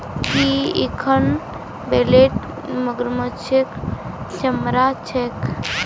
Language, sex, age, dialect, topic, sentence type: Magahi, female, 41-45, Northeastern/Surjapuri, agriculture, statement